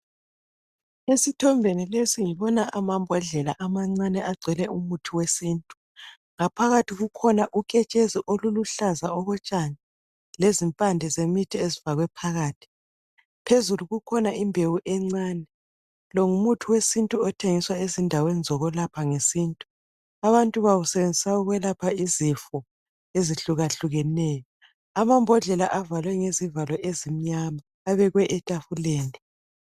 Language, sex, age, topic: North Ndebele, female, 36-49, health